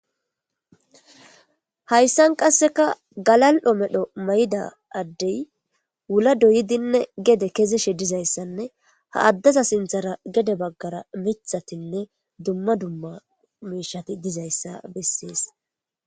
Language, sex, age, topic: Gamo, female, 25-35, government